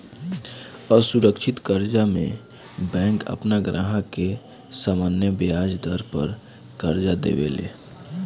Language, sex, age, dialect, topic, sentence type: Bhojpuri, male, 18-24, Southern / Standard, banking, statement